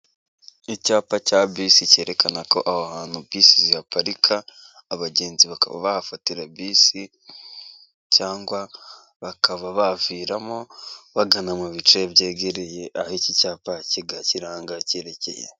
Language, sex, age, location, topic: Kinyarwanda, male, 18-24, Kigali, government